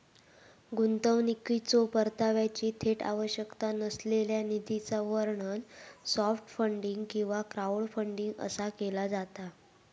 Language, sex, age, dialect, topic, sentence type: Marathi, female, 18-24, Southern Konkan, banking, statement